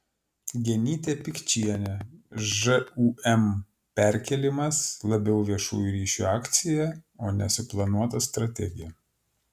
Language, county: Lithuanian, Klaipėda